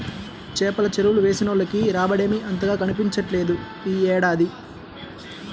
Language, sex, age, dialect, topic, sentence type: Telugu, male, 18-24, Central/Coastal, agriculture, statement